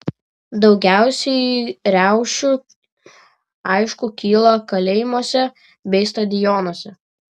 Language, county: Lithuanian, Vilnius